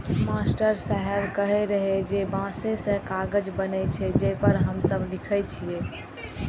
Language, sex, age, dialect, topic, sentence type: Maithili, female, 18-24, Eastern / Thethi, agriculture, statement